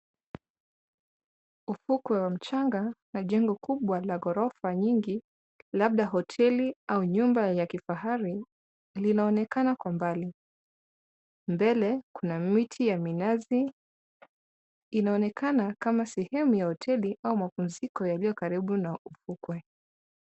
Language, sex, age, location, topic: Swahili, female, 25-35, Mombasa, government